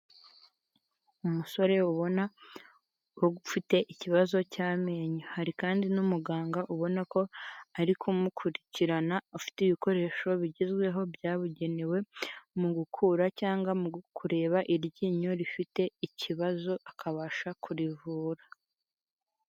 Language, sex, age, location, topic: Kinyarwanda, female, 36-49, Kigali, health